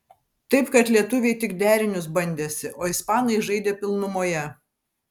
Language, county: Lithuanian, Vilnius